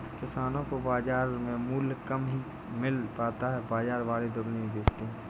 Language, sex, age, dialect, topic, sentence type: Hindi, male, 18-24, Awadhi Bundeli, agriculture, statement